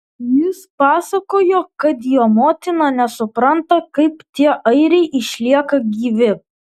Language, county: Lithuanian, Vilnius